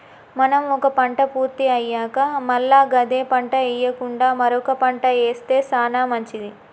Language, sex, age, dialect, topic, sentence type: Telugu, female, 25-30, Telangana, agriculture, statement